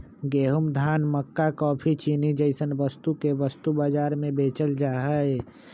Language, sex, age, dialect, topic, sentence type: Magahi, male, 25-30, Western, banking, statement